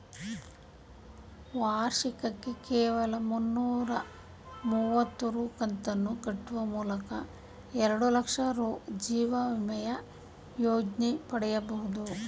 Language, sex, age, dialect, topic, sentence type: Kannada, female, 51-55, Mysore Kannada, banking, statement